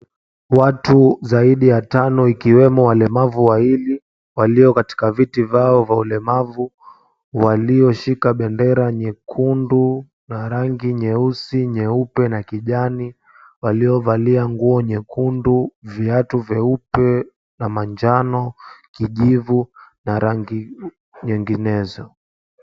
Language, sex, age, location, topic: Swahili, male, 18-24, Mombasa, education